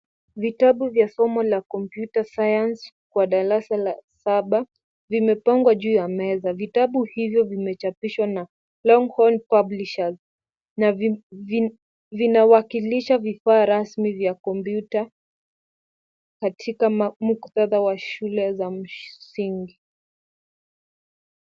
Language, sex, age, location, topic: Swahili, female, 18-24, Kisumu, education